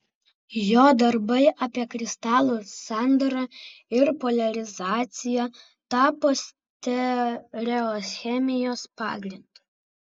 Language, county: Lithuanian, Vilnius